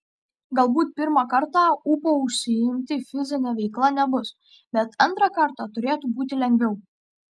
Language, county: Lithuanian, Kaunas